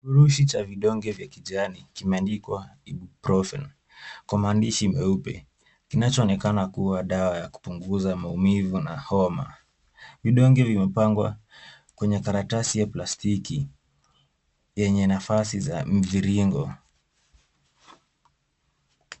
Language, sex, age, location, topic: Swahili, male, 18-24, Kisumu, health